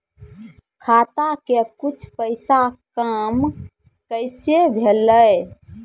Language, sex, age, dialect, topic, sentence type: Maithili, female, 18-24, Angika, banking, question